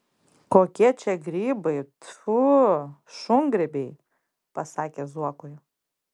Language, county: Lithuanian, Panevėžys